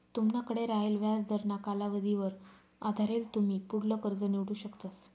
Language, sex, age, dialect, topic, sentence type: Marathi, female, 25-30, Northern Konkan, banking, statement